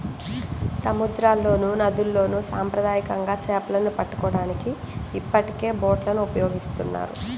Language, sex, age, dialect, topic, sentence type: Telugu, female, 18-24, Central/Coastal, agriculture, statement